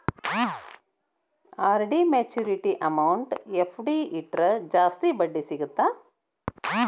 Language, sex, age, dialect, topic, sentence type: Kannada, female, 60-100, Dharwad Kannada, banking, statement